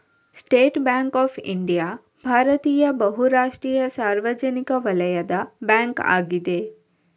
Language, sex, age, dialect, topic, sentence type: Kannada, female, 25-30, Coastal/Dakshin, banking, statement